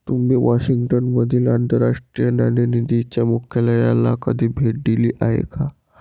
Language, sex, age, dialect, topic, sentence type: Marathi, male, 18-24, Varhadi, banking, statement